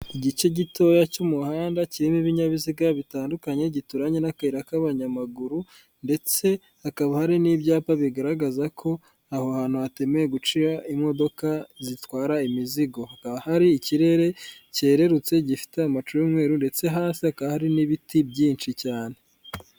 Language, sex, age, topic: Kinyarwanda, male, 25-35, government